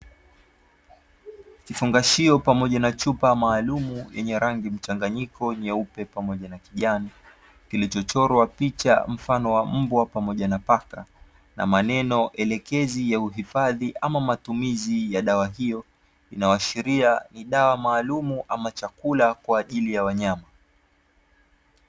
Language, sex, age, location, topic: Swahili, male, 25-35, Dar es Salaam, agriculture